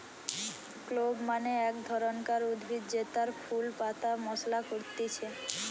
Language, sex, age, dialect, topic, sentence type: Bengali, female, 18-24, Western, agriculture, statement